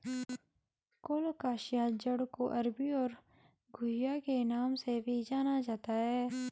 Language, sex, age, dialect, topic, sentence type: Hindi, male, 31-35, Garhwali, agriculture, statement